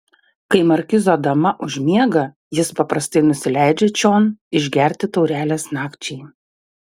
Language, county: Lithuanian, Utena